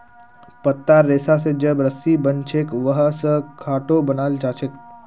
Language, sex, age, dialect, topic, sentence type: Magahi, male, 51-55, Northeastern/Surjapuri, agriculture, statement